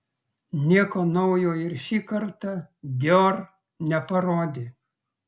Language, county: Lithuanian, Kaunas